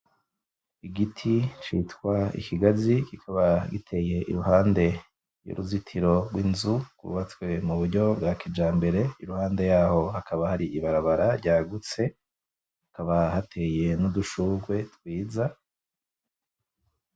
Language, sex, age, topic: Rundi, male, 25-35, agriculture